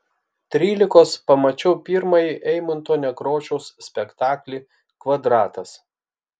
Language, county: Lithuanian, Kaunas